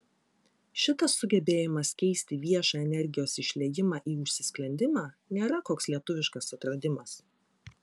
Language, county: Lithuanian, Klaipėda